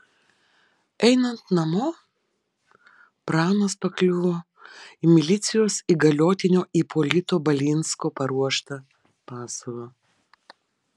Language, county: Lithuanian, Vilnius